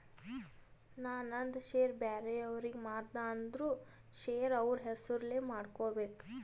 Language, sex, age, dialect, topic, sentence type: Kannada, female, 18-24, Northeastern, banking, statement